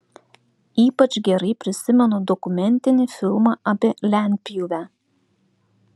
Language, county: Lithuanian, Klaipėda